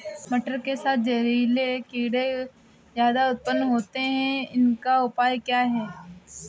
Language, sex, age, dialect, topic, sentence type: Hindi, female, 18-24, Awadhi Bundeli, agriculture, question